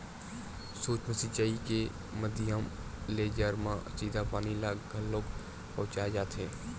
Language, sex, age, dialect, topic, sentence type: Chhattisgarhi, male, 18-24, Western/Budati/Khatahi, agriculture, statement